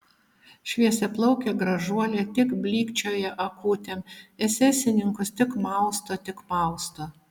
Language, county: Lithuanian, Utena